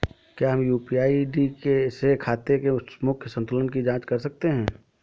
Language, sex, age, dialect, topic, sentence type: Hindi, male, 18-24, Awadhi Bundeli, banking, question